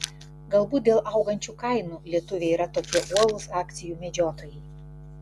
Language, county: Lithuanian, Klaipėda